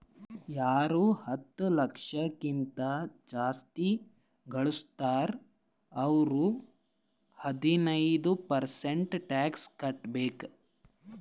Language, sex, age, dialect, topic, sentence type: Kannada, male, 18-24, Northeastern, banking, statement